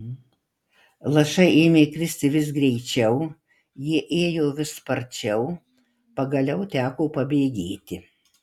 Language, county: Lithuanian, Marijampolė